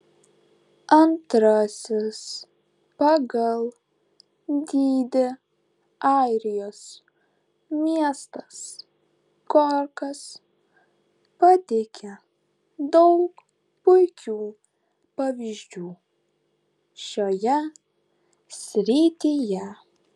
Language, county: Lithuanian, Klaipėda